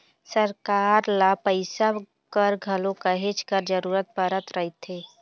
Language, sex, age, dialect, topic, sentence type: Chhattisgarhi, female, 18-24, Northern/Bhandar, banking, statement